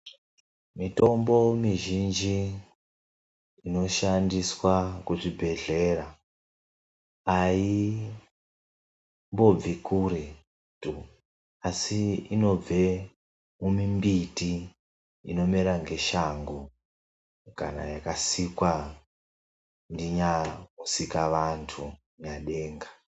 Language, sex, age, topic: Ndau, male, 36-49, health